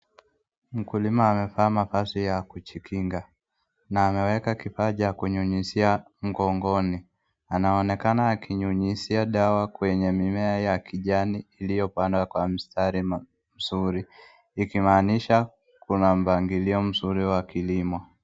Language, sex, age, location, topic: Swahili, female, 18-24, Nakuru, health